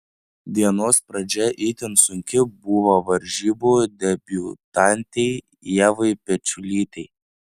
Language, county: Lithuanian, Panevėžys